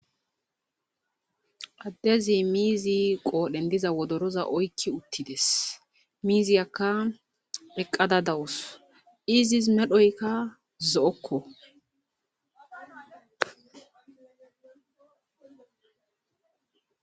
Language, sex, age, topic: Gamo, female, 25-35, agriculture